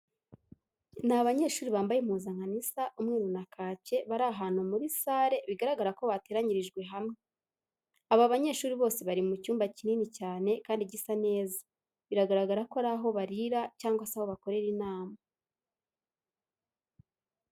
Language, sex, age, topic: Kinyarwanda, female, 18-24, education